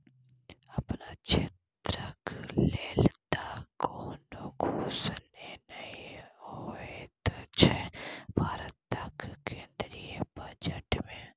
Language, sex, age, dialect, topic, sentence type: Maithili, male, 18-24, Bajjika, banking, statement